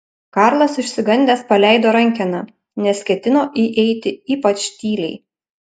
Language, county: Lithuanian, Panevėžys